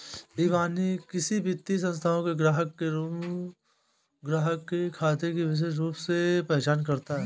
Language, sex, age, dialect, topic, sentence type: Hindi, male, 25-30, Awadhi Bundeli, banking, statement